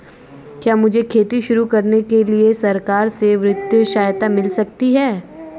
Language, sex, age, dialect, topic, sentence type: Hindi, female, 18-24, Marwari Dhudhari, agriculture, question